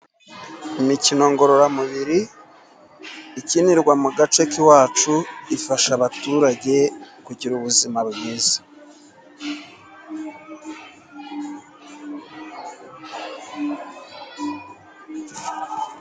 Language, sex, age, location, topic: Kinyarwanda, male, 36-49, Musanze, government